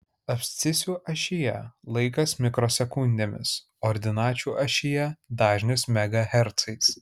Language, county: Lithuanian, Kaunas